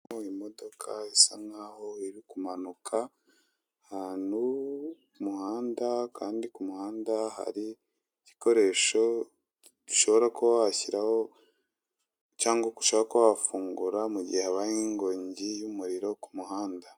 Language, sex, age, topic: Kinyarwanda, male, 25-35, government